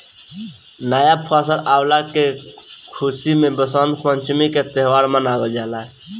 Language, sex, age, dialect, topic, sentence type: Bhojpuri, male, 18-24, Northern, agriculture, statement